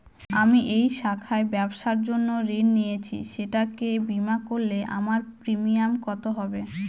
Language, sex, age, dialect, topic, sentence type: Bengali, female, 25-30, Northern/Varendri, banking, question